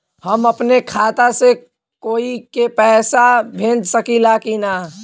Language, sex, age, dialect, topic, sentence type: Bhojpuri, male, 25-30, Western, banking, question